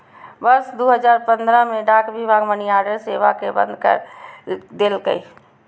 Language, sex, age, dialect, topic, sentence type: Maithili, female, 60-100, Eastern / Thethi, banking, statement